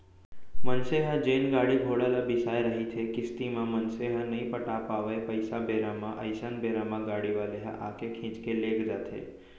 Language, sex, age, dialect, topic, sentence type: Chhattisgarhi, male, 18-24, Central, banking, statement